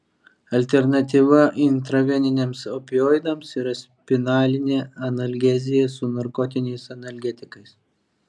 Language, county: Lithuanian, Vilnius